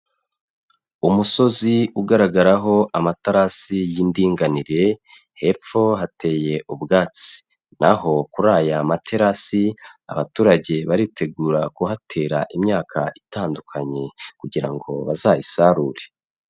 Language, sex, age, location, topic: Kinyarwanda, male, 25-35, Kigali, agriculture